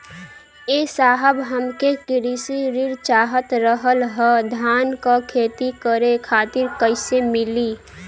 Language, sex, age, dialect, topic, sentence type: Bhojpuri, female, <18, Western, banking, question